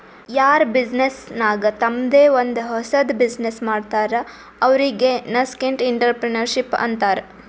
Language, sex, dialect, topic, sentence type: Kannada, female, Northeastern, banking, statement